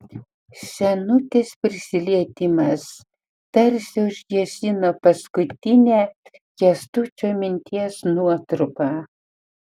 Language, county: Lithuanian, Panevėžys